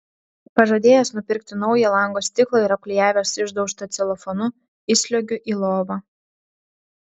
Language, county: Lithuanian, Vilnius